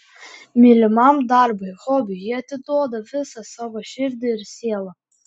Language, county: Lithuanian, Klaipėda